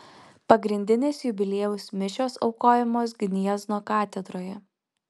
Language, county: Lithuanian, Alytus